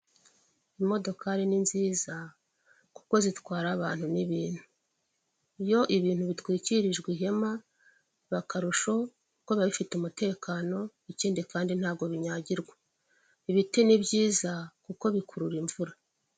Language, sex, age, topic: Kinyarwanda, female, 36-49, government